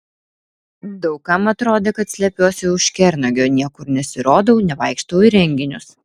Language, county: Lithuanian, Vilnius